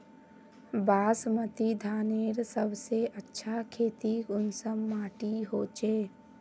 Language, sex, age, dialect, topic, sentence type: Magahi, female, 25-30, Northeastern/Surjapuri, agriculture, question